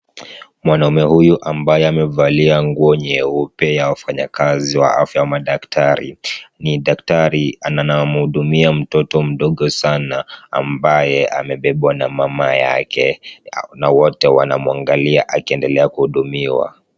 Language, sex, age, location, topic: Swahili, male, 36-49, Kisumu, health